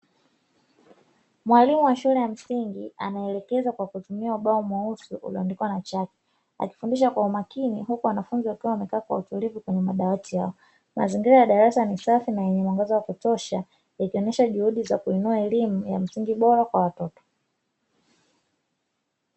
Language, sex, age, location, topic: Swahili, female, 25-35, Dar es Salaam, education